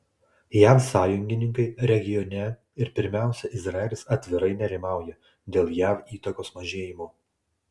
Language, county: Lithuanian, Tauragė